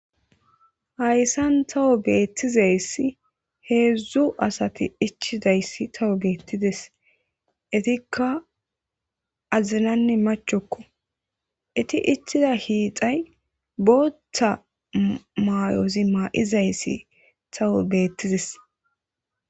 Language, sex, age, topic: Gamo, male, 25-35, government